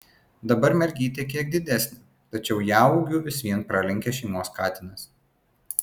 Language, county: Lithuanian, Vilnius